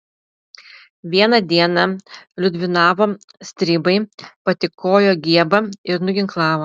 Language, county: Lithuanian, Utena